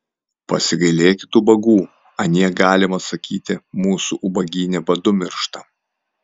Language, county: Lithuanian, Vilnius